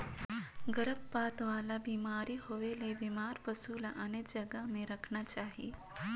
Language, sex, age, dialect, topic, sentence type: Chhattisgarhi, female, 25-30, Northern/Bhandar, agriculture, statement